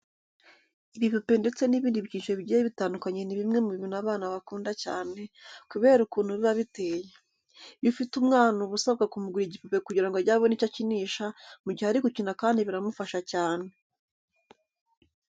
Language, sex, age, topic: Kinyarwanda, female, 25-35, education